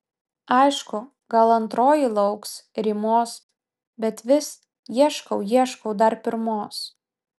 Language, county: Lithuanian, Vilnius